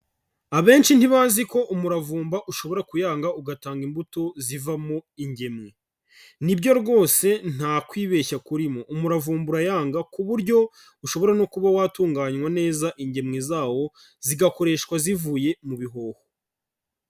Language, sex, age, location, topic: Kinyarwanda, male, 25-35, Kigali, health